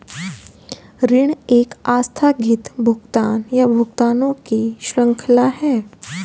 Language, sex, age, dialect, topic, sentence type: Hindi, female, 18-24, Hindustani Malvi Khadi Boli, banking, statement